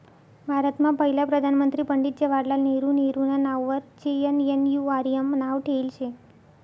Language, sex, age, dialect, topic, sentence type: Marathi, female, 60-100, Northern Konkan, banking, statement